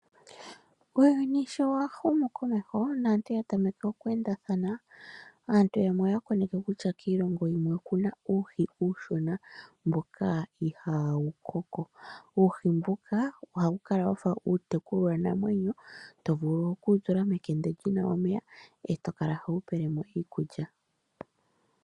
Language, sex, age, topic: Oshiwambo, female, 25-35, agriculture